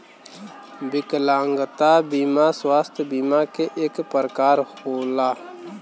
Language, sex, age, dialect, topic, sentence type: Bhojpuri, male, 18-24, Western, banking, statement